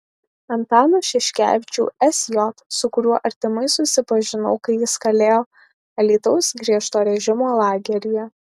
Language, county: Lithuanian, Alytus